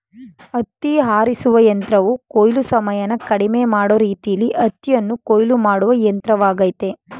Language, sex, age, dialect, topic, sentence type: Kannada, female, 25-30, Mysore Kannada, agriculture, statement